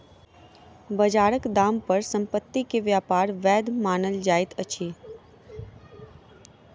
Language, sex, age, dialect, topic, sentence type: Maithili, female, 41-45, Southern/Standard, banking, statement